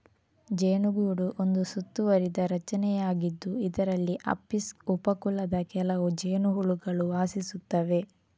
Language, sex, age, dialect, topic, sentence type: Kannada, female, 18-24, Coastal/Dakshin, agriculture, statement